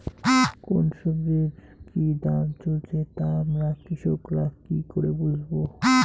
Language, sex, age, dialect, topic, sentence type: Bengali, male, 18-24, Rajbangshi, agriculture, question